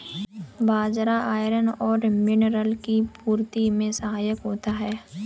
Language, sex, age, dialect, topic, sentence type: Hindi, male, 36-40, Kanauji Braj Bhasha, agriculture, statement